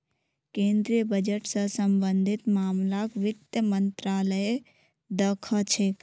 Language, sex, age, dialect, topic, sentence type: Magahi, female, 18-24, Northeastern/Surjapuri, banking, statement